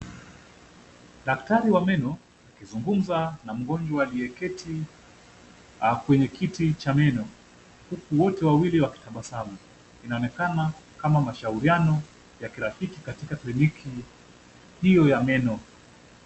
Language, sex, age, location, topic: Swahili, male, 25-35, Kisumu, health